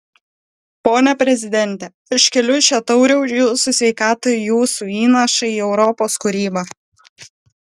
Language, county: Lithuanian, Kaunas